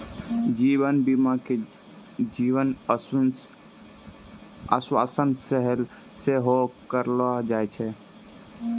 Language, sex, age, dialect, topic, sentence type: Maithili, male, 18-24, Angika, banking, statement